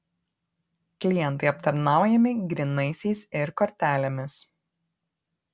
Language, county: Lithuanian, Panevėžys